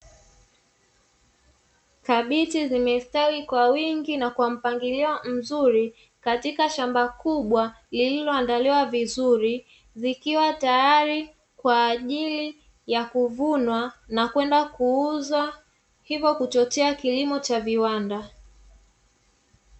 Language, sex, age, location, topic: Swahili, female, 25-35, Dar es Salaam, agriculture